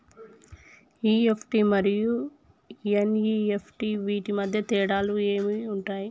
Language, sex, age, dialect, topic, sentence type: Telugu, male, 25-30, Telangana, banking, question